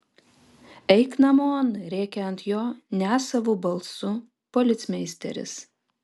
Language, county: Lithuanian, Vilnius